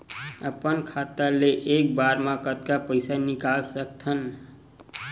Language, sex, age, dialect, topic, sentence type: Chhattisgarhi, male, 18-24, Western/Budati/Khatahi, banking, question